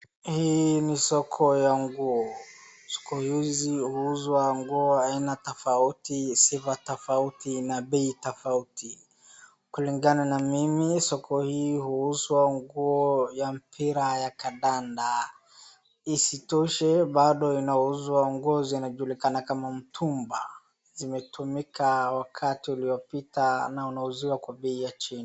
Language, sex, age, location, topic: Swahili, female, 25-35, Wajir, finance